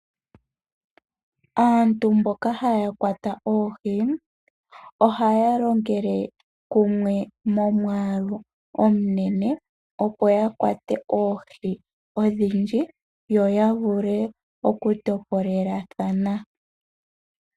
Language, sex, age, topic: Oshiwambo, female, 18-24, agriculture